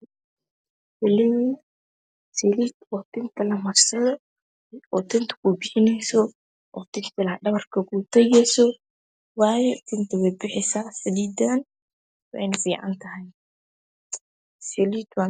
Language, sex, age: Somali, male, 18-24